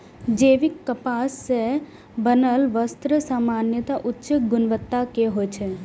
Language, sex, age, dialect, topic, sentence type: Maithili, female, 25-30, Eastern / Thethi, agriculture, statement